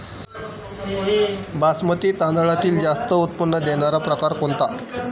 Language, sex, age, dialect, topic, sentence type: Marathi, male, 18-24, Standard Marathi, agriculture, question